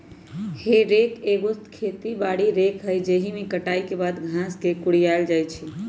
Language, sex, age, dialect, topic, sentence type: Magahi, male, 18-24, Western, agriculture, statement